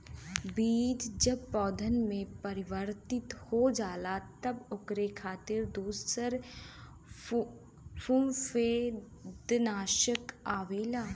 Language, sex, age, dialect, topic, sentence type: Bhojpuri, female, 25-30, Western, agriculture, statement